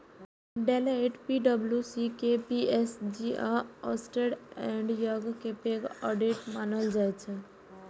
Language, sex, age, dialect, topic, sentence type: Maithili, female, 18-24, Eastern / Thethi, banking, statement